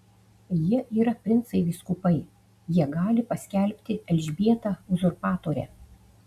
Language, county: Lithuanian, Utena